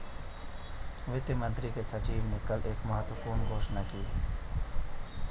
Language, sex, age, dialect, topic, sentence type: Hindi, male, 31-35, Hindustani Malvi Khadi Boli, banking, statement